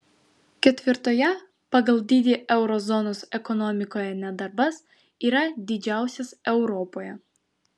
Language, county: Lithuanian, Vilnius